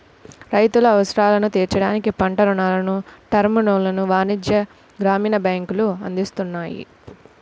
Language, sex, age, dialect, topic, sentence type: Telugu, female, 18-24, Central/Coastal, agriculture, statement